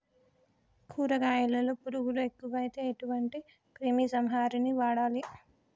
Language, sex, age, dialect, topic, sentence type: Telugu, male, 18-24, Telangana, agriculture, question